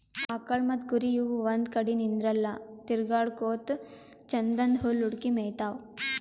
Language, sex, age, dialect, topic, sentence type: Kannada, female, 18-24, Northeastern, agriculture, statement